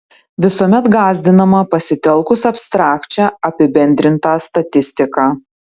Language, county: Lithuanian, Tauragė